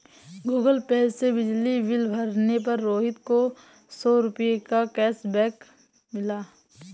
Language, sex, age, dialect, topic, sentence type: Hindi, female, 60-100, Awadhi Bundeli, banking, statement